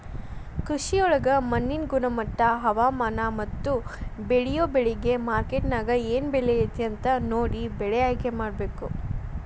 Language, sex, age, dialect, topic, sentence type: Kannada, female, 41-45, Dharwad Kannada, agriculture, statement